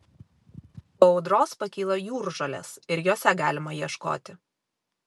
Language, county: Lithuanian, Vilnius